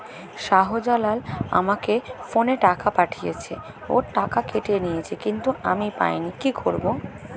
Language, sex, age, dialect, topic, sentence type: Bengali, female, 18-24, Standard Colloquial, banking, question